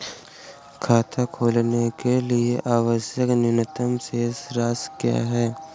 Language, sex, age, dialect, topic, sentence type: Hindi, male, 18-24, Awadhi Bundeli, banking, question